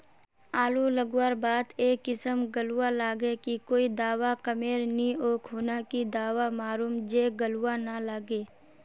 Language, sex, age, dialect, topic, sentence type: Magahi, female, 18-24, Northeastern/Surjapuri, agriculture, question